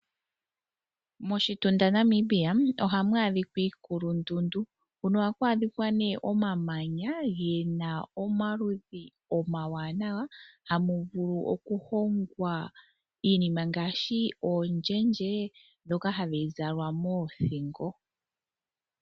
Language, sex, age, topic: Oshiwambo, female, 25-35, agriculture